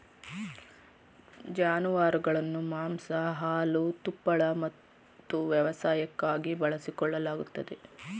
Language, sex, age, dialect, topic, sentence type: Kannada, female, 31-35, Mysore Kannada, agriculture, statement